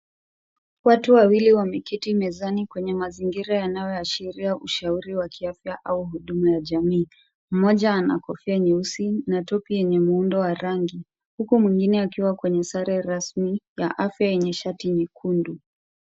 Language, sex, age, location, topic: Swahili, female, 36-49, Kisumu, health